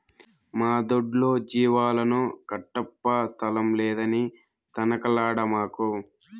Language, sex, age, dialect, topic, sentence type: Telugu, male, 18-24, Southern, agriculture, statement